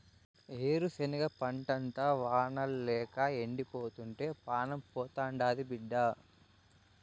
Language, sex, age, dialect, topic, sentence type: Telugu, male, 18-24, Southern, agriculture, statement